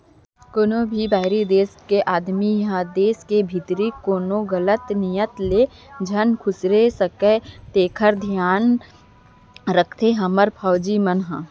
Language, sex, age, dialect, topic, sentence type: Chhattisgarhi, female, 25-30, Central, banking, statement